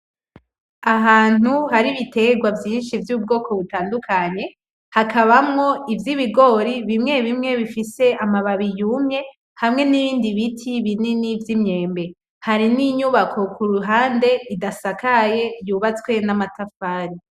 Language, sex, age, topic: Rundi, female, 18-24, agriculture